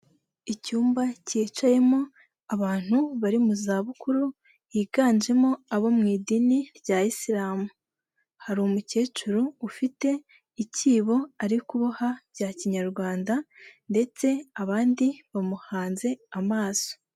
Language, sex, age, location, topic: Kinyarwanda, female, 25-35, Huye, health